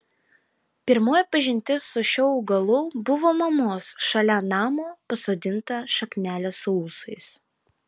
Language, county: Lithuanian, Vilnius